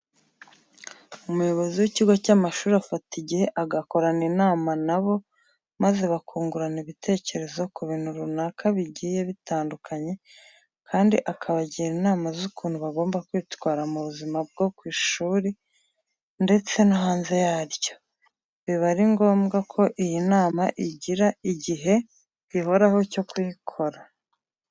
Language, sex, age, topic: Kinyarwanda, female, 25-35, education